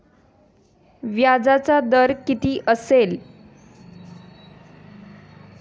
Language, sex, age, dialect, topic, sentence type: Marathi, female, 31-35, Standard Marathi, banking, question